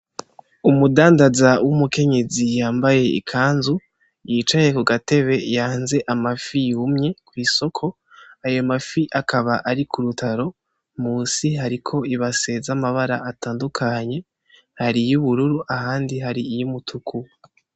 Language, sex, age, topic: Rundi, female, 18-24, agriculture